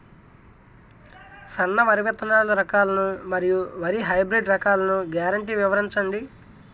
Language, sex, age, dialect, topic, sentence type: Telugu, male, 18-24, Utterandhra, agriculture, question